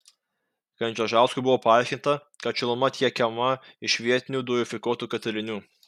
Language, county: Lithuanian, Kaunas